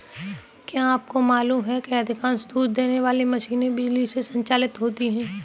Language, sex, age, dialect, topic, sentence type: Hindi, female, 18-24, Kanauji Braj Bhasha, agriculture, statement